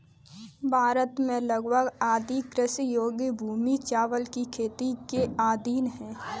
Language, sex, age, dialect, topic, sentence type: Hindi, female, 25-30, Kanauji Braj Bhasha, agriculture, statement